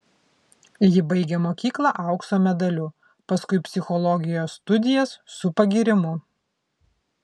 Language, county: Lithuanian, Vilnius